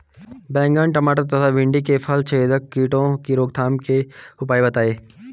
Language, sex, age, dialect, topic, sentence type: Hindi, male, 18-24, Garhwali, agriculture, question